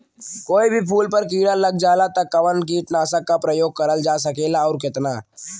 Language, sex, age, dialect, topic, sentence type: Bhojpuri, male, <18, Western, agriculture, question